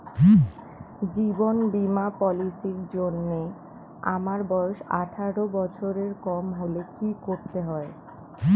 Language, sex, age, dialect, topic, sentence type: Bengali, female, 18-24, Standard Colloquial, banking, question